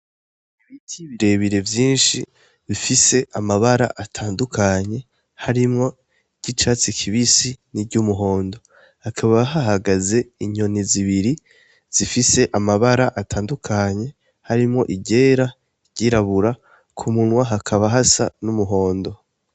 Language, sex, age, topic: Rundi, male, 18-24, agriculture